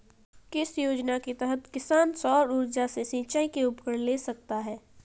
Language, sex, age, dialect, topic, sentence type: Hindi, female, 18-24, Marwari Dhudhari, agriculture, question